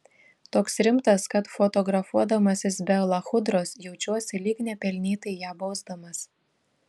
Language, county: Lithuanian, Šiauliai